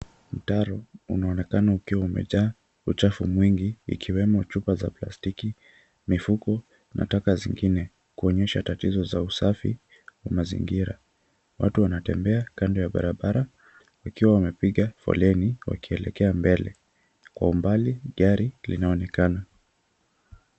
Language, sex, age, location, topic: Swahili, male, 18-24, Kisumu, government